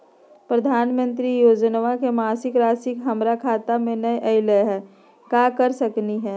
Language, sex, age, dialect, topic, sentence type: Magahi, female, 36-40, Southern, banking, question